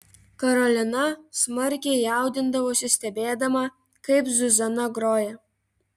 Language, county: Lithuanian, Vilnius